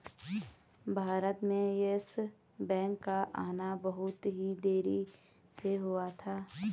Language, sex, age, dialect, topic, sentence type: Hindi, female, 31-35, Garhwali, banking, statement